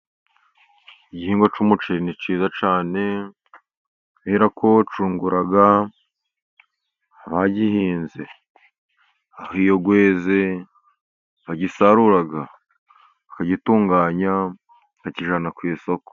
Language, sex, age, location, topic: Kinyarwanda, male, 50+, Musanze, agriculture